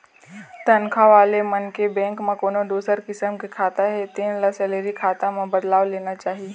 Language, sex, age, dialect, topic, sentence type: Chhattisgarhi, female, 18-24, Eastern, banking, statement